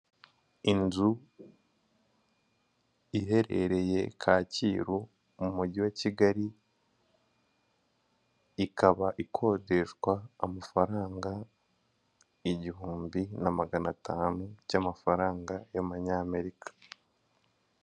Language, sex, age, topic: Kinyarwanda, male, 25-35, finance